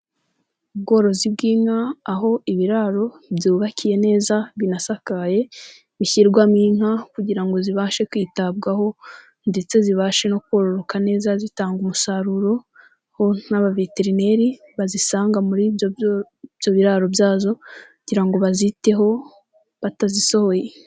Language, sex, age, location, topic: Kinyarwanda, female, 18-24, Nyagatare, agriculture